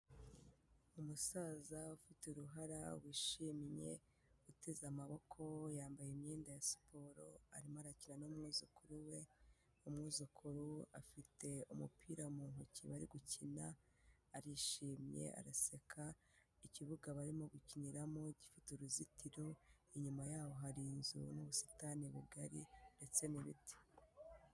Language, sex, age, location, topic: Kinyarwanda, female, 18-24, Kigali, health